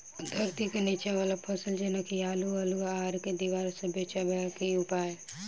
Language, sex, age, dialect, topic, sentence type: Maithili, female, 18-24, Southern/Standard, agriculture, question